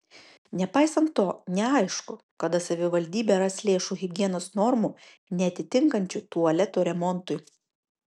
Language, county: Lithuanian, Kaunas